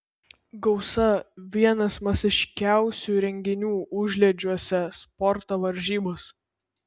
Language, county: Lithuanian, Vilnius